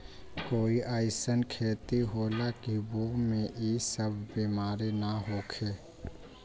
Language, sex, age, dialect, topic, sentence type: Magahi, male, 25-30, Western, agriculture, question